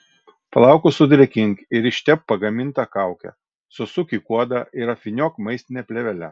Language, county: Lithuanian, Kaunas